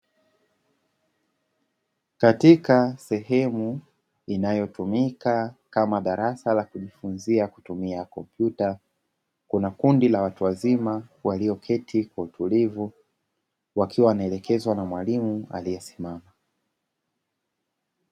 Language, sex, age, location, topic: Swahili, male, 25-35, Dar es Salaam, education